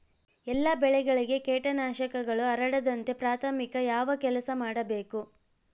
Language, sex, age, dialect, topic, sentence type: Kannada, female, 18-24, Central, agriculture, question